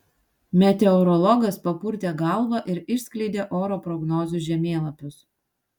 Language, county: Lithuanian, Vilnius